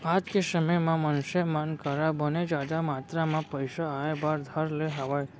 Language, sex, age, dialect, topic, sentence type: Chhattisgarhi, male, 41-45, Central, banking, statement